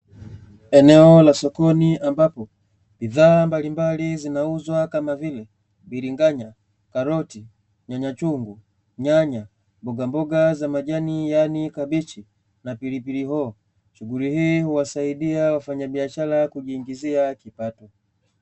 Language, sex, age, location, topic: Swahili, male, 25-35, Dar es Salaam, finance